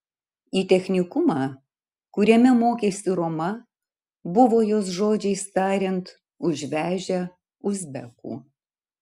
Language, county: Lithuanian, Marijampolė